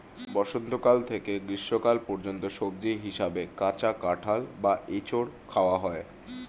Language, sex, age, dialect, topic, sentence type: Bengali, male, 18-24, Standard Colloquial, agriculture, statement